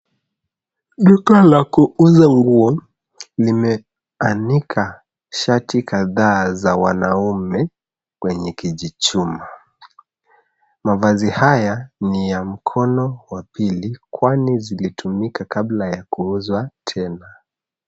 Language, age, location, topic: Swahili, 25-35, Nairobi, finance